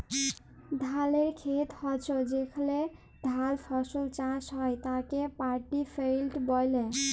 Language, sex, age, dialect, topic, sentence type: Bengali, female, 18-24, Jharkhandi, agriculture, statement